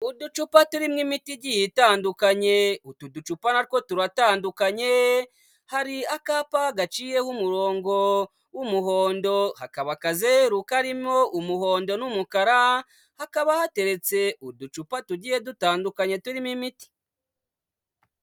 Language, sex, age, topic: Kinyarwanda, male, 25-35, health